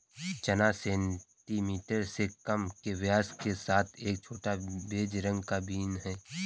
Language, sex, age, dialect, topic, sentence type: Hindi, male, 18-24, Kanauji Braj Bhasha, agriculture, statement